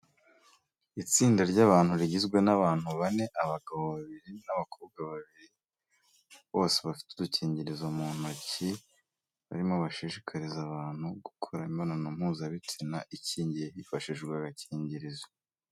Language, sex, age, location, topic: Kinyarwanda, male, 25-35, Kigali, health